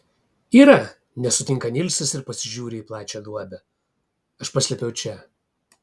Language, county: Lithuanian, Kaunas